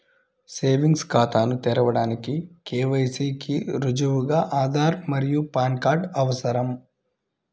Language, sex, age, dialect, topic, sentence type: Telugu, male, 25-30, Central/Coastal, banking, statement